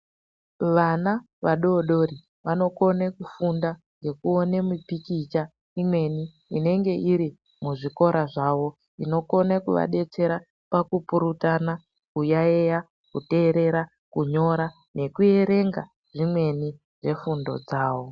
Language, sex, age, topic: Ndau, female, 36-49, education